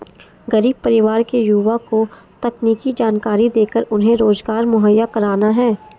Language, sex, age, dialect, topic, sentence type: Hindi, female, 60-100, Marwari Dhudhari, banking, statement